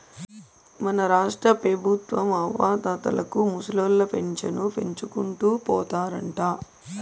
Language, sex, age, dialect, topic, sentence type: Telugu, female, 31-35, Southern, banking, statement